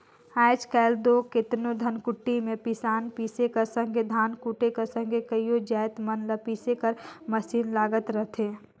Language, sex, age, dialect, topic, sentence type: Chhattisgarhi, female, 18-24, Northern/Bhandar, agriculture, statement